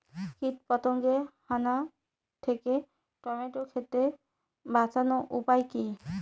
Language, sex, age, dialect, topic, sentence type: Bengali, female, 25-30, Rajbangshi, agriculture, question